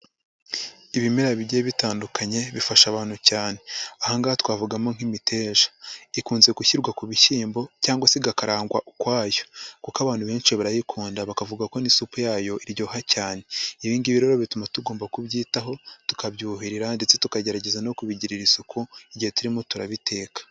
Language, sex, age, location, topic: Kinyarwanda, male, 25-35, Huye, agriculture